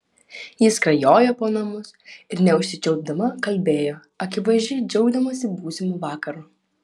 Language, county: Lithuanian, Klaipėda